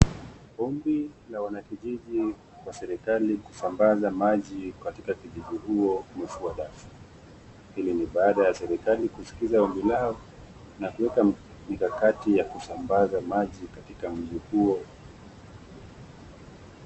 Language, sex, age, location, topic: Swahili, male, 25-35, Nakuru, government